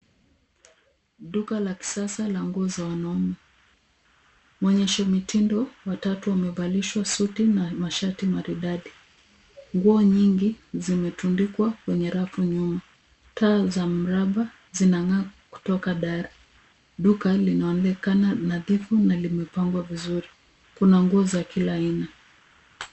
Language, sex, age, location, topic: Swahili, female, 25-35, Nairobi, finance